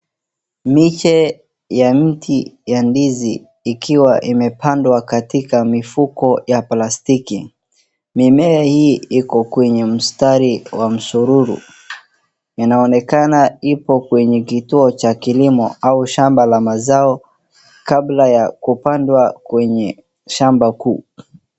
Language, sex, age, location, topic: Swahili, male, 36-49, Wajir, agriculture